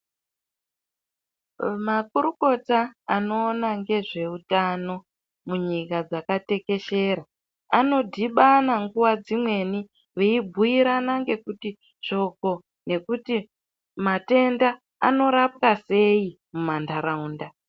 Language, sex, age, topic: Ndau, female, 50+, health